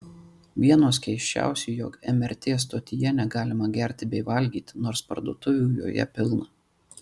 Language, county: Lithuanian, Marijampolė